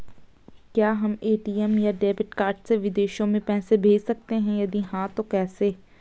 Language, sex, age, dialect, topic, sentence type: Hindi, female, 18-24, Garhwali, banking, question